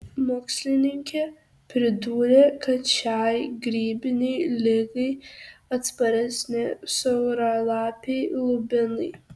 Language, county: Lithuanian, Kaunas